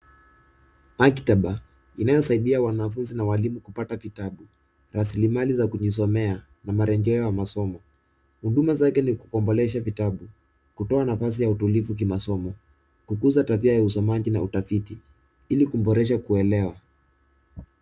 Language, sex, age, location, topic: Swahili, male, 18-24, Nairobi, education